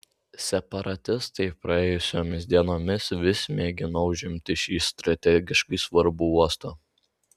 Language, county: Lithuanian, Vilnius